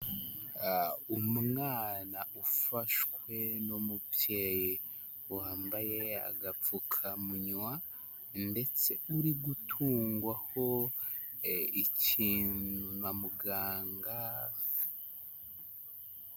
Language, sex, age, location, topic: Kinyarwanda, male, 18-24, Huye, health